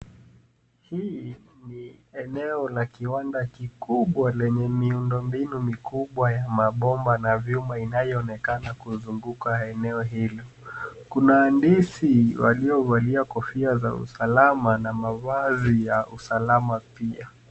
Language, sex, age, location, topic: Swahili, male, 25-35, Nairobi, government